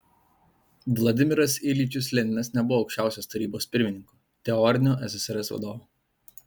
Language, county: Lithuanian, Alytus